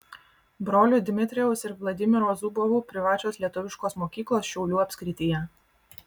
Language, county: Lithuanian, Vilnius